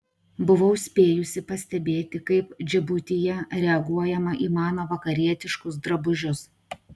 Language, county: Lithuanian, Klaipėda